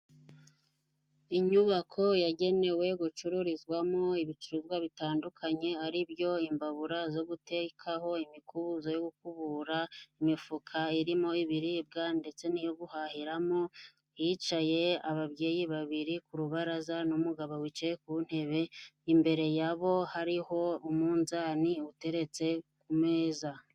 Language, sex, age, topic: Kinyarwanda, female, 25-35, finance